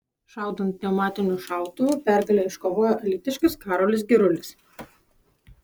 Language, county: Lithuanian, Alytus